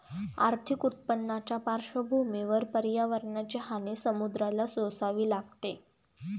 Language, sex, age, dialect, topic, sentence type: Marathi, female, 18-24, Standard Marathi, agriculture, statement